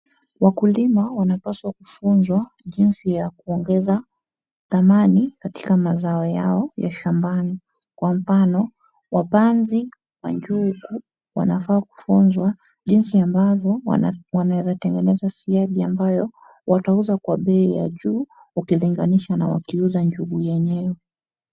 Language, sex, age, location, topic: Swahili, female, 25-35, Wajir, agriculture